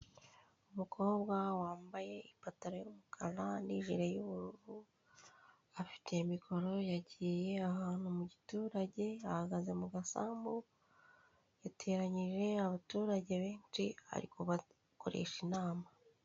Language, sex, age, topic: Kinyarwanda, female, 36-49, government